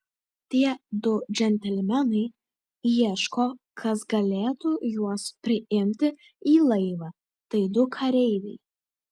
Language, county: Lithuanian, Vilnius